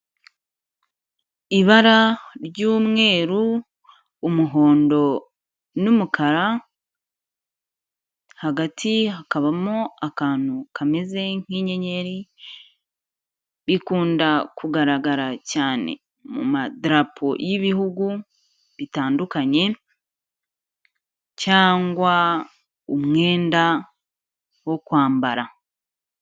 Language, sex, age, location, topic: Kinyarwanda, female, 25-35, Kigali, health